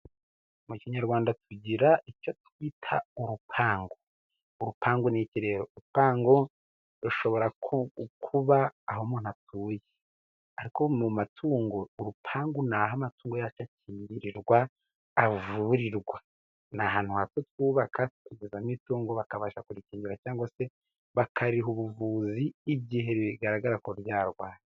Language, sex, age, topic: Kinyarwanda, male, 18-24, agriculture